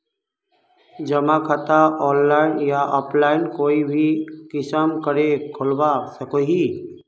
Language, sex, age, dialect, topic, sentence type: Magahi, male, 25-30, Northeastern/Surjapuri, banking, question